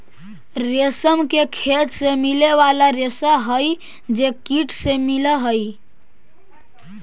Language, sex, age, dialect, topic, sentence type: Magahi, female, 51-55, Central/Standard, agriculture, statement